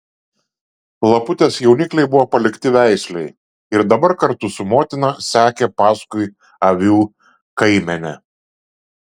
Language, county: Lithuanian, Šiauliai